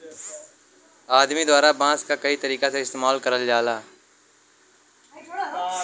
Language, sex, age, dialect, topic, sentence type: Bhojpuri, male, 18-24, Western, agriculture, statement